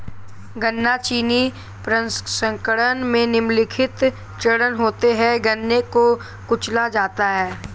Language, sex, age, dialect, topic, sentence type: Hindi, male, 18-24, Kanauji Braj Bhasha, agriculture, statement